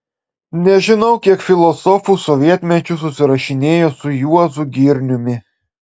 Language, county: Lithuanian, Klaipėda